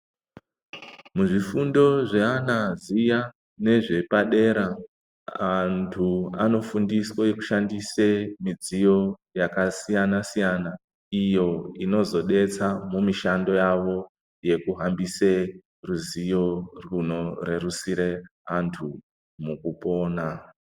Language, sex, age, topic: Ndau, male, 50+, education